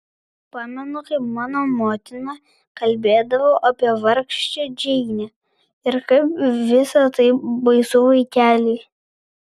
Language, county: Lithuanian, Vilnius